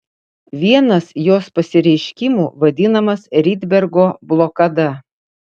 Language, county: Lithuanian, Utena